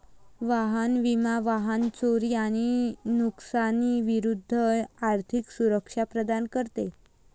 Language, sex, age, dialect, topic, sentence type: Marathi, female, 18-24, Varhadi, banking, statement